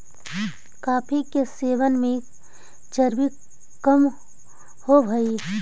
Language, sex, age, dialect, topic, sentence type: Magahi, female, 51-55, Central/Standard, agriculture, statement